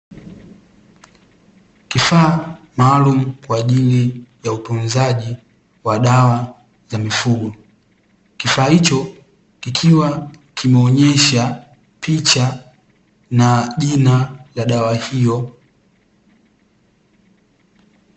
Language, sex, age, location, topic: Swahili, male, 18-24, Dar es Salaam, agriculture